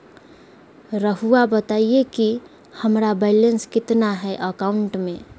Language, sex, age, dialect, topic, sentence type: Magahi, female, 51-55, Southern, banking, question